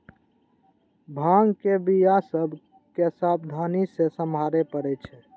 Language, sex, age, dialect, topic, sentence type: Magahi, male, 46-50, Western, agriculture, statement